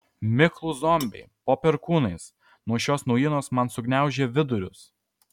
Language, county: Lithuanian, Alytus